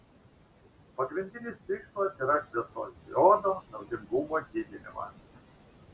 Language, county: Lithuanian, Šiauliai